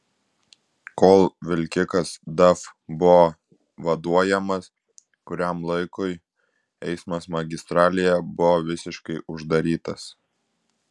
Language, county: Lithuanian, Klaipėda